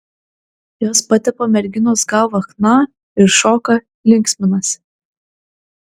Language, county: Lithuanian, Klaipėda